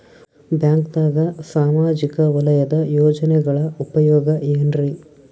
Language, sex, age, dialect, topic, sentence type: Kannada, male, 18-24, Northeastern, banking, question